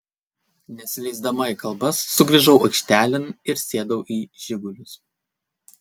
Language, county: Lithuanian, Kaunas